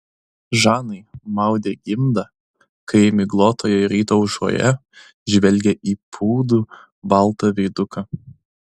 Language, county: Lithuanian, Klaipėda